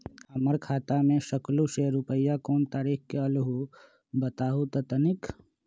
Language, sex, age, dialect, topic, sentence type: Magahi, male, 25-30, Western, banking, question